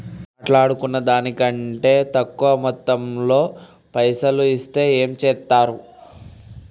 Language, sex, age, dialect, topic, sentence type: Telugu, male, 18-24, Telangana, banking, question